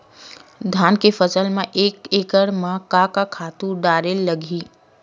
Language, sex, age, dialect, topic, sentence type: Chhattisgarhi, female, 25-30, Western/Budati/Khatahi, agriculture, question